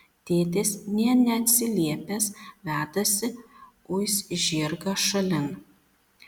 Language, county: Lithuanian, Panevėžys